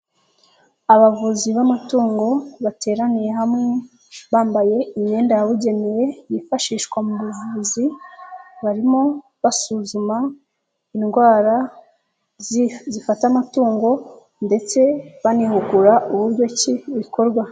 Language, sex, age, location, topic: Kinyarwanda, female, 18-24, Nyagatare, agriculture